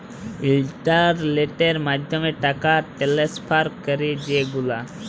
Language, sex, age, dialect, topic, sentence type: Bengali, male, 18-24, Jharkhandi, banking, statement